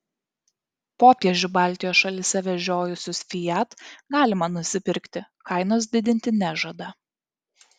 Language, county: Lithuanian, Kaunas